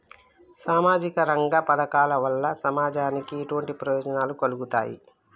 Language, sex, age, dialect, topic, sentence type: Telugu, female, 36-40, Telangana, banking, question